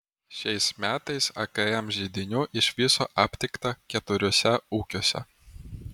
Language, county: Lithuanian, Vilnius